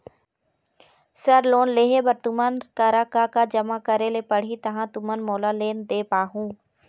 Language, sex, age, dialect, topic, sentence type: Chhattisgarhi, female, 18-24, Eastern, banking, question